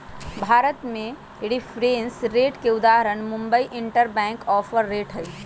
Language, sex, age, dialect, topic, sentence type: Magahi, male, 18-24, Western, banking, statement